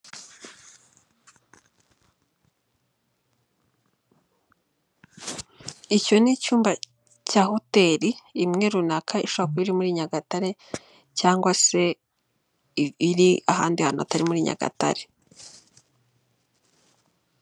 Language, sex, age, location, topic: Kinyarwanda, female, 18-24, Nyagatare, finance